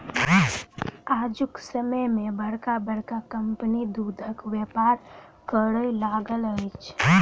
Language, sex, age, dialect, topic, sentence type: Maithili, female, 18-24, Southern/Standard, agriculture, statement